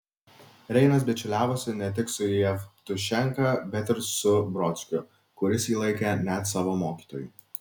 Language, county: Lithuanian, Vilnius